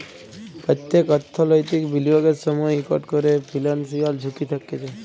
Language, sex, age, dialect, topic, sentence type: Bengali, male, 25-30, Jharkhandi, banking, statement